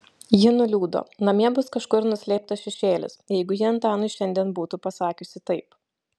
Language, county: Lithuanian, Šiauliai